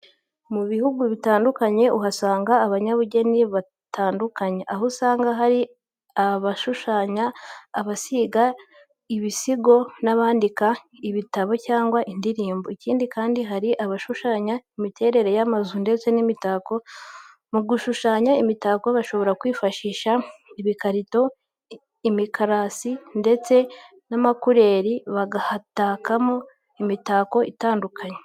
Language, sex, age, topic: Kinyarwanda, female, 18-24, education